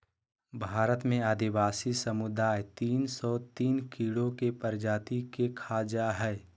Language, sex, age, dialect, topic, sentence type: Magahi, male, 18-24, Southern, agriculture, statement